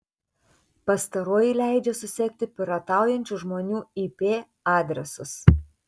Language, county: Lithuanian, Tauragė